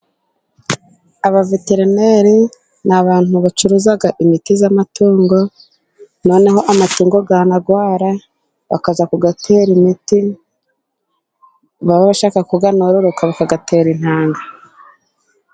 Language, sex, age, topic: Kinyarwanda, female, 18-24, agriculture